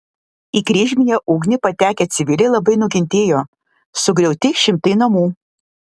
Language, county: Lithuanian, Vilnius